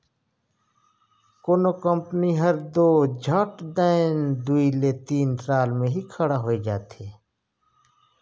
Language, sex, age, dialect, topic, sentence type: Chhattisgarhi, male, 46-50, Northern/Bhandar, banking, statement